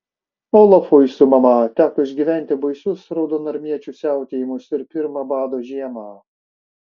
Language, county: Lithuanian, Šiauliai